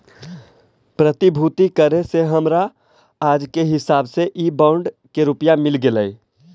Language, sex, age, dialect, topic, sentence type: Magahi, male, 18-24, Central/Standard, agriculture, statement